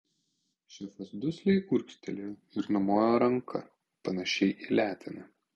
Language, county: Lithuanian, Kaunas